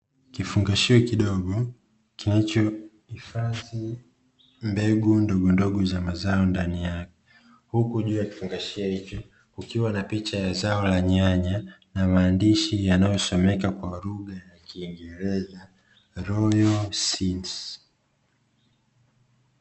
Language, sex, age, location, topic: Swahili, male, 25-35, Dar es Salaam, agriculture